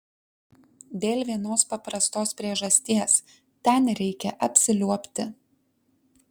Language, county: Lithuanian, Kaunas